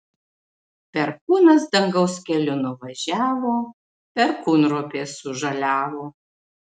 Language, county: Lithuanian, Marijampolė